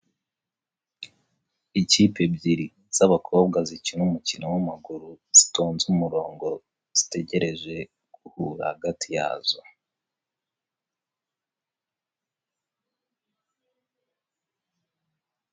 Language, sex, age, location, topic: Kinyarwanda, male, 18-24, Nyagatare, government